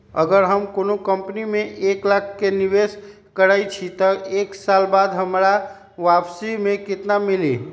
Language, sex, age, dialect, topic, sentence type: Magahi, male, 51-55, Western, banking, question